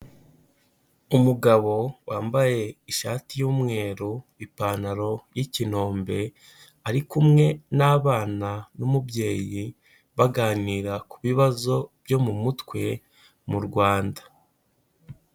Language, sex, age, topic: Kinyarwanda, male, 18-24, health